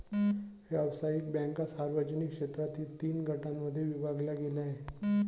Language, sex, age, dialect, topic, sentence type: Marathi, male, 25-30, Varhadi, banking, statement